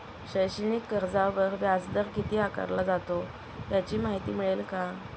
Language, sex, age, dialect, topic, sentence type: Marathi, female, 31-35, Northern Konkan, banking, question